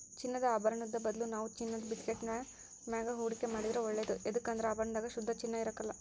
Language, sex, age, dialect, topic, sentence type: Kannada, male, 60-100, Central, banking, statement